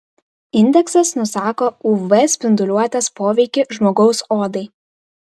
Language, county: Lithuanian, Vilnius